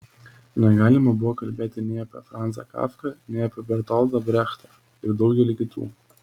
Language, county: Lithuanian, Telšiai